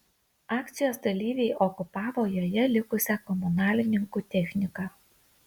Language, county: Lithuanian, Kaunas